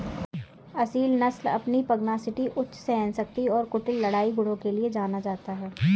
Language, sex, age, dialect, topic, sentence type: Hindi, female, 18-24, Kanauji Braj Bhasha, agriculture, statement